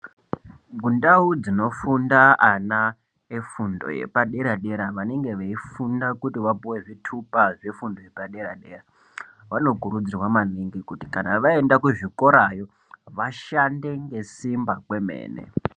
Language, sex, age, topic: Ndau, male, 25-35, education